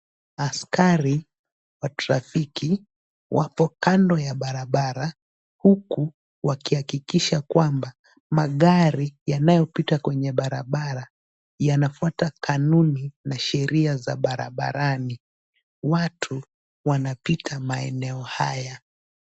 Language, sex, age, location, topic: Swahili, male, 18-24, Nairobi, government